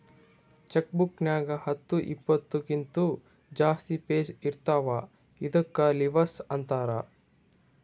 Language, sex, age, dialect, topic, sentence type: Kannada, male, 18-24, Northeastern, banking, statement